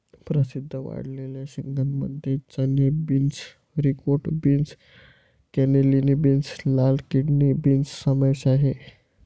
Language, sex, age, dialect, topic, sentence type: Marathi, male, 18-24, Varhadi, agriculture, statement